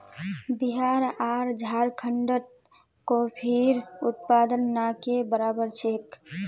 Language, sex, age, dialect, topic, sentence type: Magahi, female, 18-24, Northeastern/Surjapuri, agriculture, statement